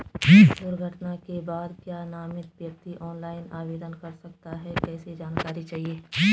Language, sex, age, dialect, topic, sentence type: Hindi, female, 36-40, Garhwali, banking, question